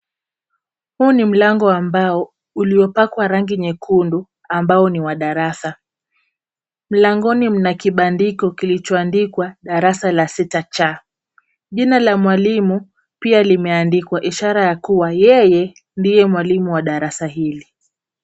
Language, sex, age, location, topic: Swahili, female, 25-35, Kisumu, education